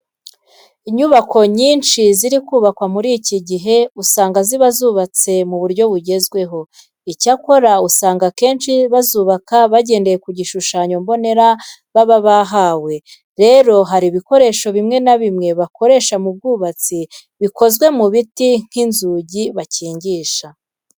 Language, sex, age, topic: Kinyarwanda, female, 25-35, education